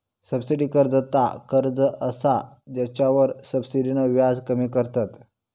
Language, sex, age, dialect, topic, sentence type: Marathi, male, 18-24, Southern Konkan, banking, statement